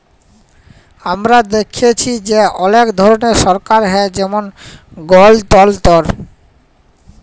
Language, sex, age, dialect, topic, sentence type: Bengali, male, 18-24, Jharkhandi, banking, statement